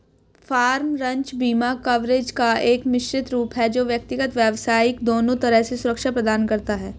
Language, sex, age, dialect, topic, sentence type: Hindi, female, 31-35, Hindustani Malvi Khadi Boli, agriculture, statement